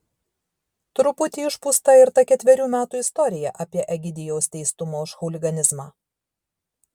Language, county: Lithuanian, Šiauliai